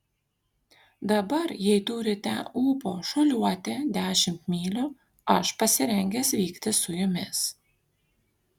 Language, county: Lithuanian, Kaunas